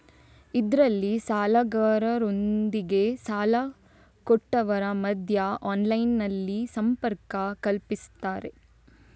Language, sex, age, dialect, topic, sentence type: Kannada, female, 25-30, Coastal/Dakshin, banking, statement